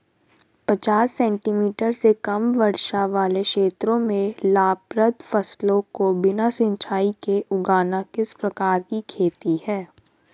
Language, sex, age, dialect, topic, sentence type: Hindi, female, 36-40, Hindustani Malvi Khadi Boli, agriculture, question